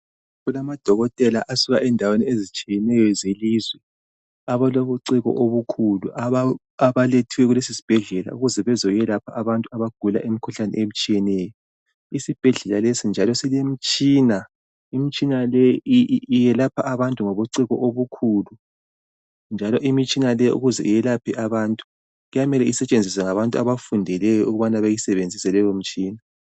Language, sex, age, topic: North Ndebele, male, 36-49, health